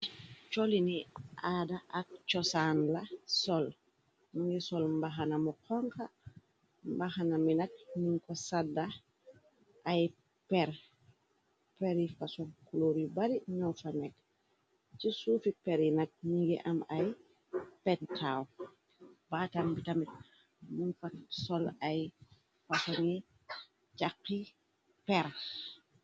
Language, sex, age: Wolof, female, 36-49